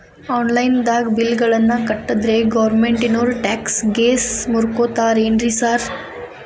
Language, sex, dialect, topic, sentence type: Kannada, female, Dharwad Kannada, banking, question